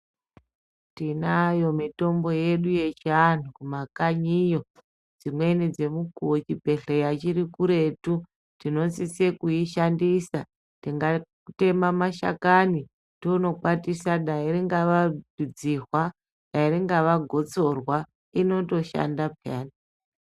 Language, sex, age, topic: Ndau, female, 36-49, health